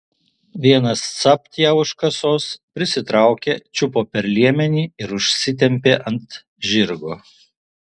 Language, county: Lithuanian, Alytus